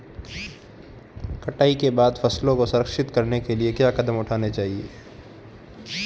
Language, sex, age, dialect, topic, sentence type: Hindi, male, 18-24, Marwari Dhudhari, agriculture, question